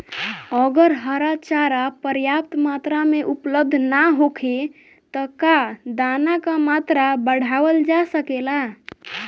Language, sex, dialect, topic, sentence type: Bhojpuri, male, Southern / Standard, agriculture, question